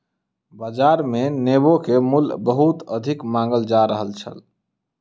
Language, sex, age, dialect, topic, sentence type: Maithili, male, 25-30, Southern/Standard, agriculture, statement